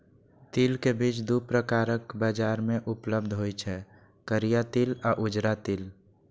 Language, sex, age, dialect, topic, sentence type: Maithili, male, 18-24, Eastern / Thethi, agriculture, statement